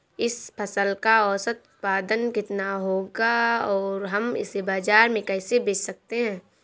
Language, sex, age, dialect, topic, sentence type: Hindi, female, 18-24, Awadhi Bundeli, agriculture, question